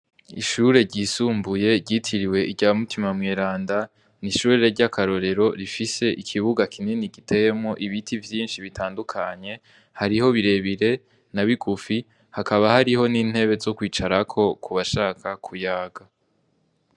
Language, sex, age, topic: Rundi, male, 18-24, education